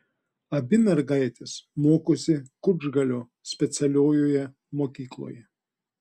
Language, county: Lithuanian, Klaipėda